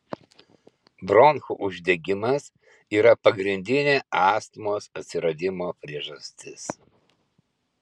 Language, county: Lithuanian, Kaunas